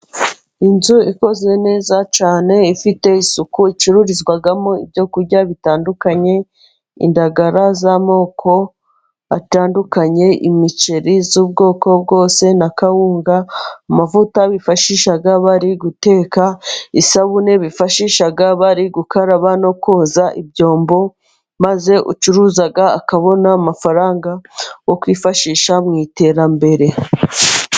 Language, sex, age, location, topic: Kinyarwanda, female, 18-24, Musanze, finance